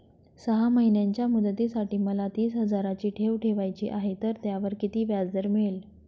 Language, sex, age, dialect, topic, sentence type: Marathi, female, 25-30, Northern Konkan, banking, question